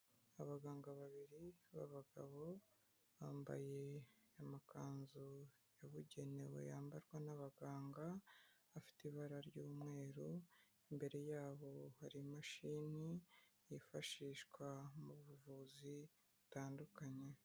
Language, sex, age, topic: Kinyarwanda, female, 25-35, health